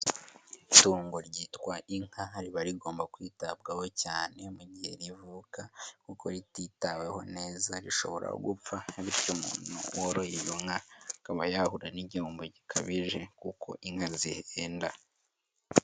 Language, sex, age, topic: Kinyarwanda, male, 18-24, agriculture